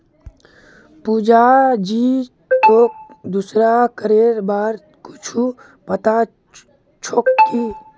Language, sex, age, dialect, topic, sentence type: Magahi, male, 18-24, Northeastern/Surjapuri, banking, statement